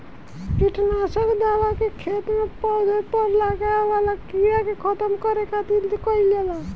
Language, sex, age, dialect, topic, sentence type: Bhojpuri, female, 18-24, Southern / Standard, agriculture, statement